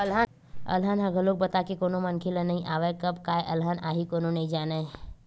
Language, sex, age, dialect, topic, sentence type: Chhattisgarhi, female, 25-30, Western/Budati/Khatahi, banking, statement